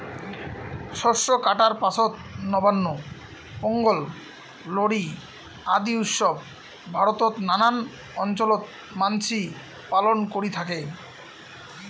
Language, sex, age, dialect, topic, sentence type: Bengali, male, 25-30, Rajbangshi, agriculture, statement